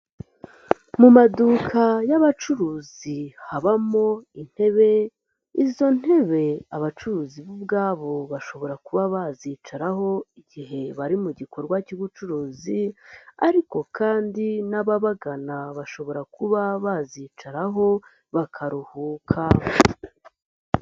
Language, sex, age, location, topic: Kinyarwanda, female, 18-24, Nyagatare, finance